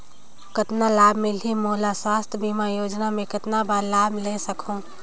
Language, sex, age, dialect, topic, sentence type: Chhattisgarhi, female, 18-24, Northern/Bhandar, banking, question